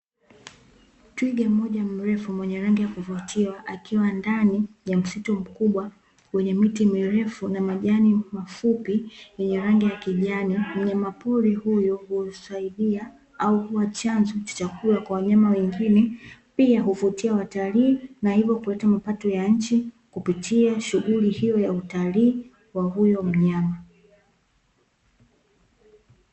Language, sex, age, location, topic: Swahili, female, 18-24, Dar es Salaam, agriculture